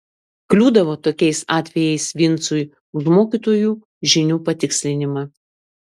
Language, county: Lithuanian, Klaipėda